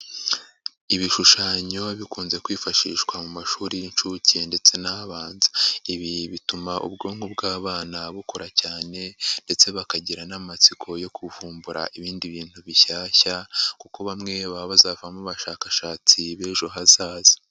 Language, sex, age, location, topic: Kinyarwanda, male, 50+, Nyagatare, education